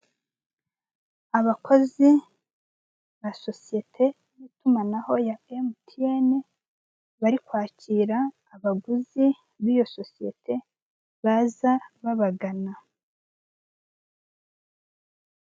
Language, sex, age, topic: Kinyarwanda, female, 25-35, finance